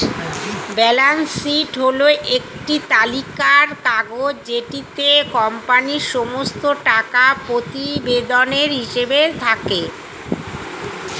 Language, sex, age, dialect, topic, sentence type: Bengali, female, 46-50, Standard Colloquial, banking, statement